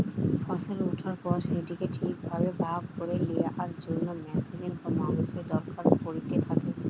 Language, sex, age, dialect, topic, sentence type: Bengali, female, 18-24, Western, agriculture, statement